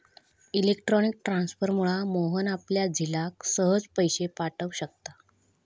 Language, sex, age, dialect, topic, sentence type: Marathi, female, 25-30, Southern Konkan, banking, statement